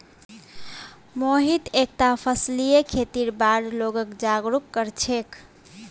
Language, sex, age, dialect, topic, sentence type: Magahi, female, 25-30, Northeastern/Surjapuri, agriculture, statement